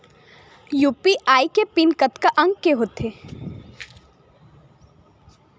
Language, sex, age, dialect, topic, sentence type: Chhattisgarhi, female, 18-24, Western/Budati/Khatahi, banking, question